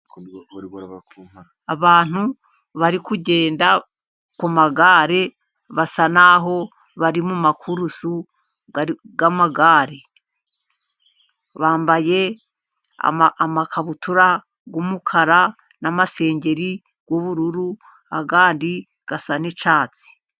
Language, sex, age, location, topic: Kinyarwanda, female, 50+, Musanze, government